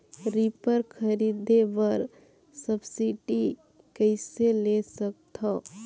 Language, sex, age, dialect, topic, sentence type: Chhattisgarhi, female, 18-24, Northern/Bhandar, agriculture, question